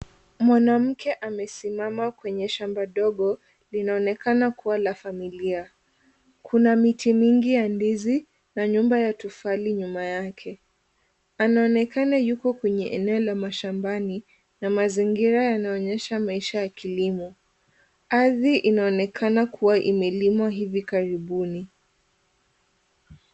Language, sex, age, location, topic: Swahili, female, 18-24, Kisumu, agriculture